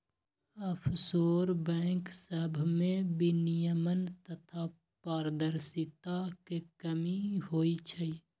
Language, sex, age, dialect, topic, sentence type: Magahi, male, 25-30, Western, banking, statement